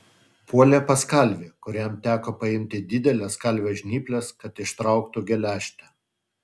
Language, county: Lithuanian, Utena